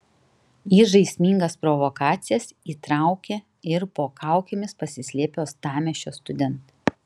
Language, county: Lithuanian, Kaunas